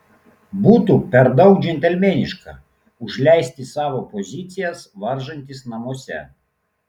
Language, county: Lithuanian, Klaipėda